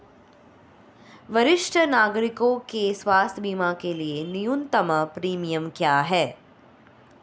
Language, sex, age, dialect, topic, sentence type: Hindi, female, 25-30, Marwari Dhudhari, banking, question